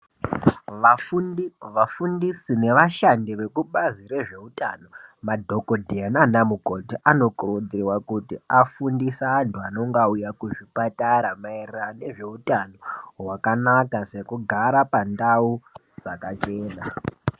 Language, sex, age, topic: Ndau, male, 18-24, health